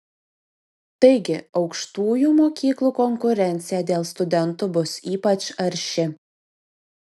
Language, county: Lithuanian, Vilnius